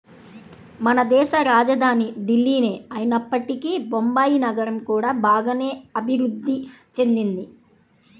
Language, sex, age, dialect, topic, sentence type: Telugu, female, 31-35, Central/Coastal, banking, statement